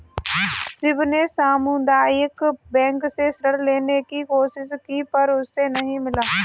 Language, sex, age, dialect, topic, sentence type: Hindi, female, 25-30, Kanauji Braj Bhasha, banking, statement